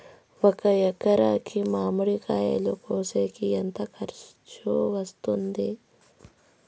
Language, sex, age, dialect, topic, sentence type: Telugu, female, 31-35, Southern, agriculture, question